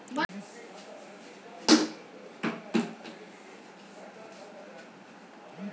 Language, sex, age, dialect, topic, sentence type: Bhojpuri, female, 51-55, Northern, banking, statement